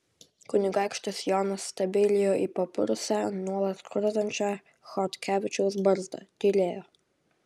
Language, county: Lithuanian, Vilnius